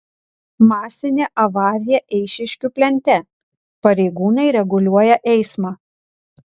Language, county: Lithuanian, Kaunas